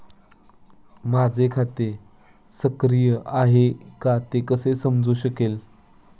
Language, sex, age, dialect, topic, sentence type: Marathi, male, 18-24, Standard Marathi, banking, question